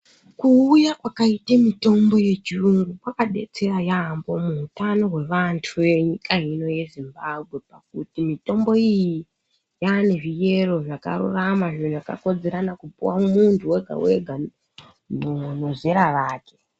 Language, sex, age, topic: Ndau, female, 25-35, health